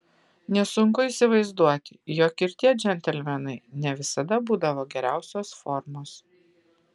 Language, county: Lithuanian, Utena